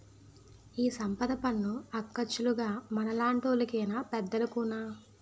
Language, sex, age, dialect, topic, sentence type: Telugu, female, 25-30, Utterandhra, banking, statement